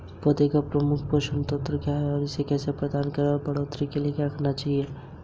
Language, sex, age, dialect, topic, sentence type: Hindi, male, 18-24, Hindustani Malvi Khadi Boli, banking, question